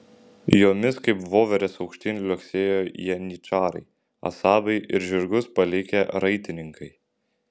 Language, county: Lithuanian, Šiauliai